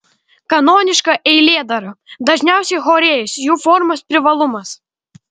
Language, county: Lithuanian, Kaunas